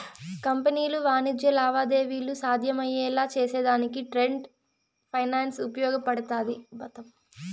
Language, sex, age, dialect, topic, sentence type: Telugu, female, 18-24, Southern, banking, statement